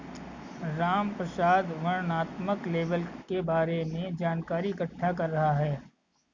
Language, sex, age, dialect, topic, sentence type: Hindi, male, 25-30, Kanauji Braj Bhasha, banking, statement